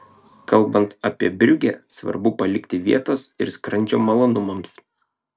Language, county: Lithuanian, Klaipėda